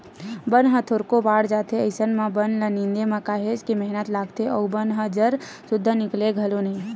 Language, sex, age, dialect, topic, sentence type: Chhattisgarhi, female, 18-24, Western/Budati/Khatahi, agriculture, statement